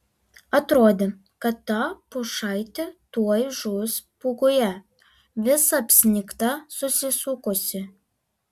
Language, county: Lithuanian, Alytus